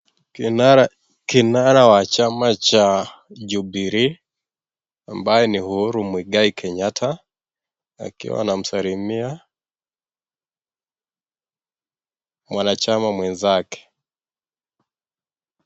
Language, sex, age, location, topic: Swahili, male, 18-24, Kisii, government